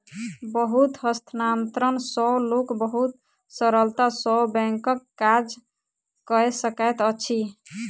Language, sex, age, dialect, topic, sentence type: Maithili, female, 18-24, Southern/Standard, banking, statement